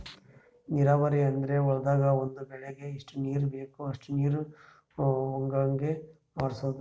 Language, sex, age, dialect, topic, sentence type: Kannada, male, 31-35, Northeastern, agriculture, statement